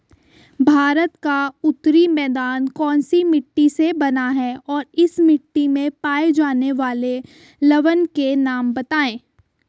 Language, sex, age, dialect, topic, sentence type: Hindi, female, 18-24, Hindustani Malvi Khadi Boli, agriculture, question